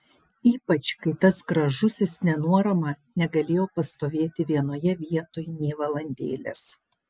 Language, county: Lithuanian, Panevėžys